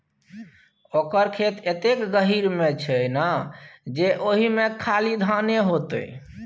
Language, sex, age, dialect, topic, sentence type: Maithili, male, 36-40, Bajjika, agriculture, statement